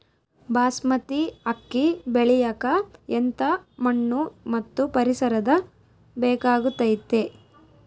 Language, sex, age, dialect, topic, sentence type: Kannada, female, 18-24, Central, agriculture, question